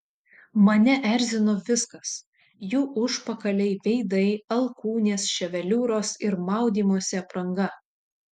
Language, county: Lithuanian, Šiauliai